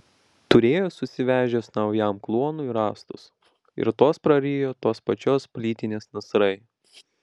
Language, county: Lithuanian, Vilnius